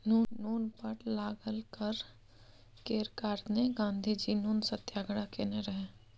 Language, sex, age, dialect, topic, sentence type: Maithili, female, 25-30, Bajjika, banking, statement